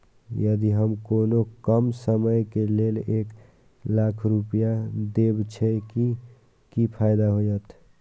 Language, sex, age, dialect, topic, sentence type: Maithili, male, 18-24, Eastern / Thethi, banking, question